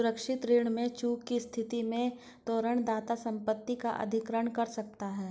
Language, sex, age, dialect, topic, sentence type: Hindi, female, 46-50, Hindustani Malvi Khadi Boli, banking, statement